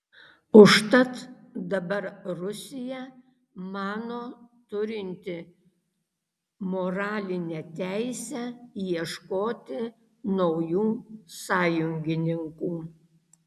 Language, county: Lithuanian, Kaunas